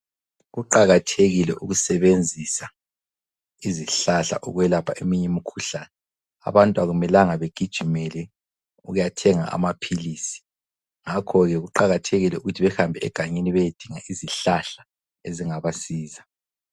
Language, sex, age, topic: North Ndebele, male, 25-35, health